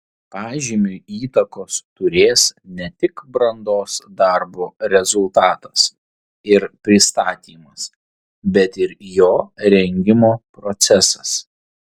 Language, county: Lithuanian, Vilnius